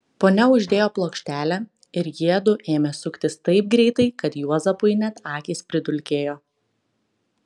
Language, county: Lithuanian, Klaipėda